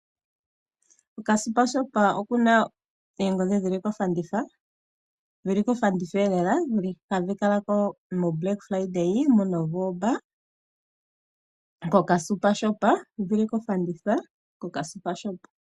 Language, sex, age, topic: Oshiwambo, female, 25-35, finance